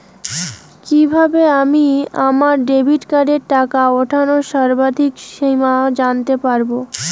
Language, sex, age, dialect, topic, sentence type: Bengali, female, 18-24, Rajbangshi, banking, question